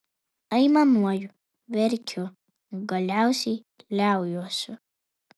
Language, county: Lithuanian, Vilnius